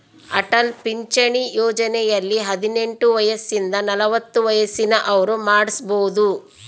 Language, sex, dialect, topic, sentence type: Kannada, female, Central, banking, statement